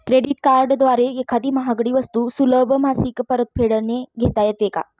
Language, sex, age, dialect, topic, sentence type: Marathi, female, 25-30, Standard Marathi, banking, question